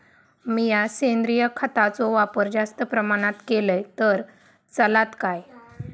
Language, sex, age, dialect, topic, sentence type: Marathi, female, 31-35, Southern Konkan, agriculture, question